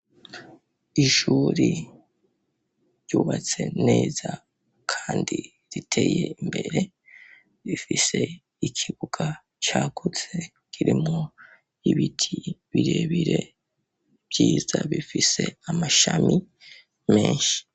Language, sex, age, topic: Rundi, male, 18-24, education